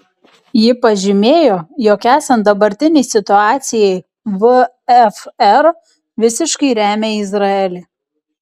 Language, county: Lithuanian, Šiauliai